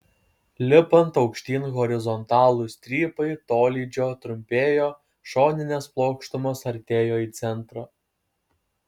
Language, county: Lithuanian, Kaunas